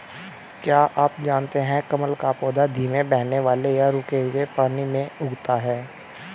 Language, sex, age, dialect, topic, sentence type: Hindi, male, 18-24, Hindustani Malvi Khadi Boli, agriculture, statement